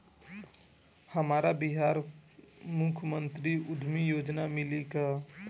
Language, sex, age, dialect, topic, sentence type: Bhojpuri, male, 18-24, Southern / Standard, banking, question